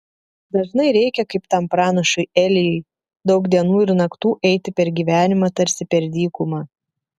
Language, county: Lithuanian, Telšiai